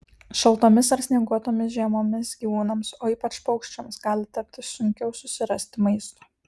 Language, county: Lithuanian, Kaunas